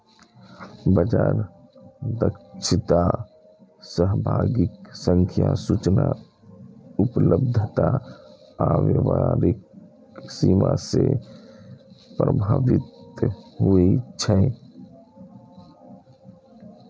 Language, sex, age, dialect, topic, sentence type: Maithili, male, 25-30, Eastern / Thethi, banking, statement